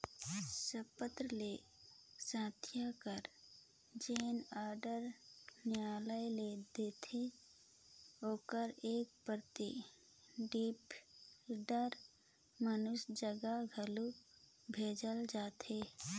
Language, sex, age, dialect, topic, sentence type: Chhattisgarhi, female, 25-30, Northern/Bhandar, banking, statement